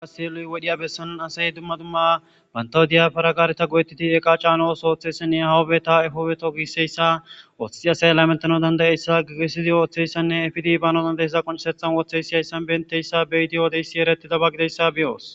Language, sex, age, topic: Gamo, male, 18-24, government